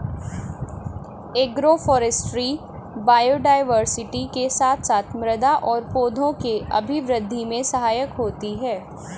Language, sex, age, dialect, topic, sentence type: Hindi, female, 25-30, Hindustani Malvi Khadi Boli, agriculture, statement